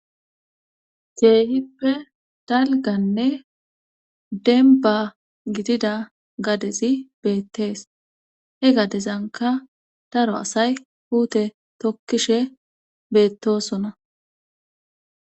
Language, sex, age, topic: Gamo, female, 18-24, government